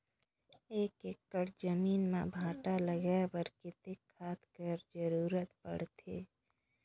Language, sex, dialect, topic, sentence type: Chhattisgarhi, female, Northern/Bhandar, agriculture, question